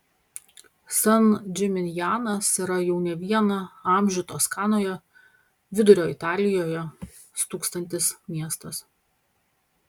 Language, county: Lithuanian, Panevėžys